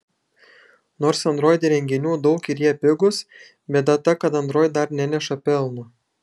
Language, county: Lithuanian, Šiauliai